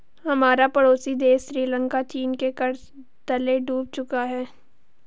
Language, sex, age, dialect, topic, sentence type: Hindi, female, 51-55, Hindustani Malvi Khadi Boli, banking, statement